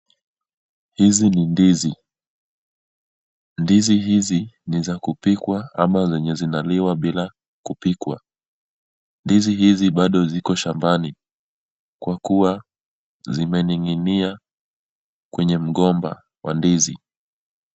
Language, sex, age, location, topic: Swahili, male, 25-35, Kisumu, agriculture